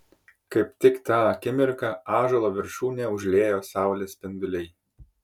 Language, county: Lithuanian, Kaunas